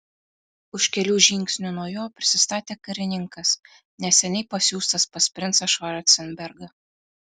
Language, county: Lithuanian, Kaunas